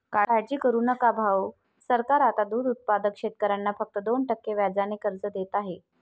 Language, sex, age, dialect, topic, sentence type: Marathi, female, 31-35, Varhadi, agriculture, statement